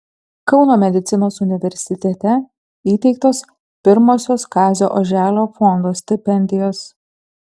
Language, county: Lithuanian, Kaunas